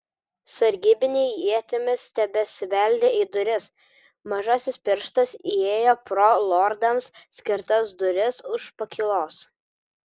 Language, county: Lithuanian, Vilnius